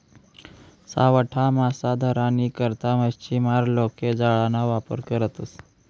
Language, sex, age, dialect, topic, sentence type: Marathi, male, 18-24, Northern Konkan, agriculture, statement